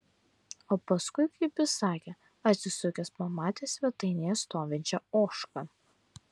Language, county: Lithuanian, Vilnius